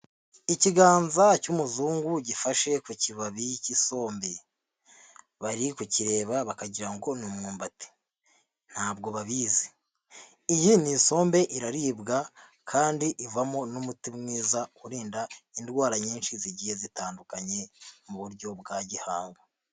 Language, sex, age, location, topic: Kinyarwanda, male, 25-35, Huye, health